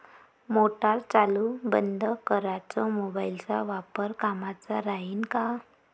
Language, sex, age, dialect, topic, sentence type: Marathi, female, 18-24, Varhadi, agriculture, question